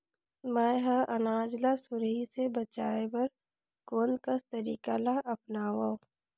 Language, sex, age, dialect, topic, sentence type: Chhattisgarhi, female, 46-50, Northern/Bhandar, agriculture, question